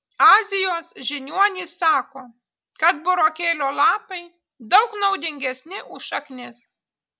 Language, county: Lithuanian, Utena